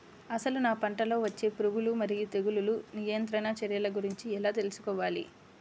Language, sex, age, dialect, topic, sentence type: Telugu, female, 25-30, Central/Coastal, agriculture, question